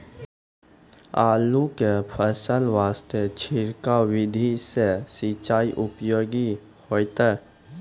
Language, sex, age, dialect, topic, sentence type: Maithili, male, 18-24, Angika, agriculture, question